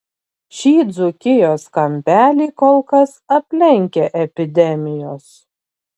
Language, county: Lithuanian, Panevėžys